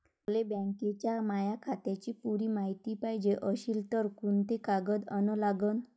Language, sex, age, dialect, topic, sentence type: Marathi, female, 25-30, Varhadi, banking, question